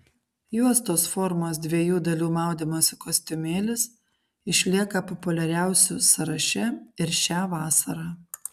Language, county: Lithuanian, Kaunas